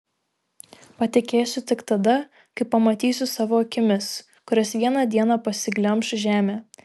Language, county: Lithuanian, Šiauliai